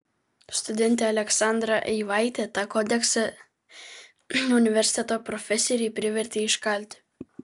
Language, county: Lithuanian, Vilnius